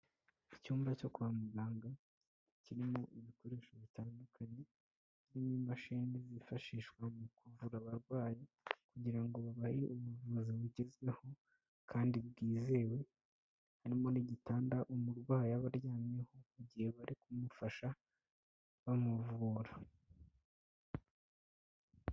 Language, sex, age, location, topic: Kinyarwanda, male, 25-35, Kigali, health